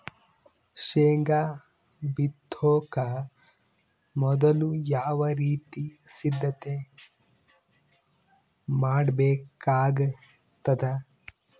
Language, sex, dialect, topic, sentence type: Kannada, male, Northeastern, agriculture, question